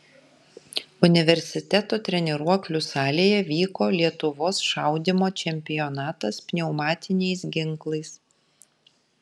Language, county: Lithuanian, Kaunas